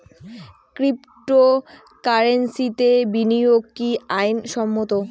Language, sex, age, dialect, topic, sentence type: Bengali, female, 18-24, Rajbangshi, banking, question